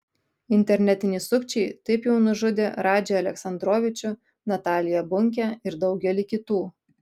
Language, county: Lithuanian, Kaunas